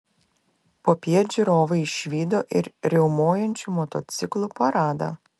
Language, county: Lithuanian, Klaipėda